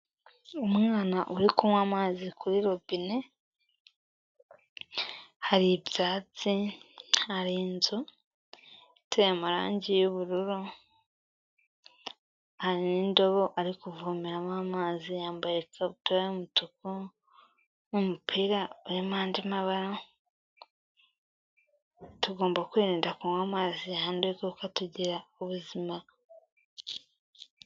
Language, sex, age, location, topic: Kinyarwanda, female, 18-24, Kigali, health